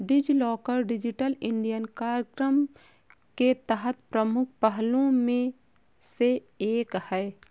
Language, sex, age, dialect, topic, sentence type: Hindi, female, 25-30, Awadhi Bundeli, banking, statement